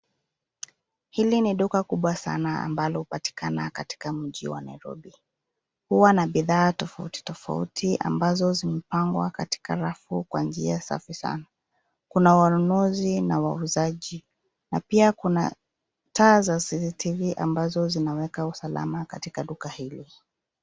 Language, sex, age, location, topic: Swahili, female, 25-35, Nairobi, finance